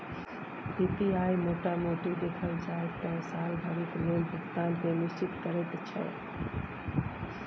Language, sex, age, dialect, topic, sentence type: Maithili, female, 51-55, Bajjika, banking, statement